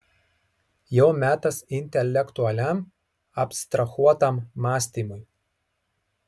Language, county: Lithuanian, Marijampolė